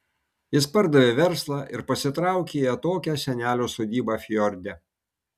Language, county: Lithuanian, Kaunas